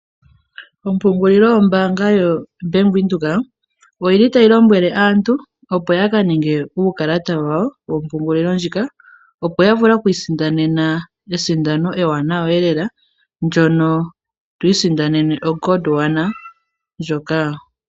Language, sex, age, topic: Oshiwambo, female, 18-24, finance